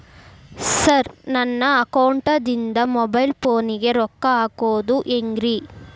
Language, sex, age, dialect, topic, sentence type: Kannada, female, 18-24, Dharwad Kannada, banking, question